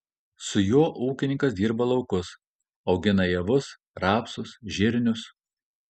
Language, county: Lithuanian, Kaunas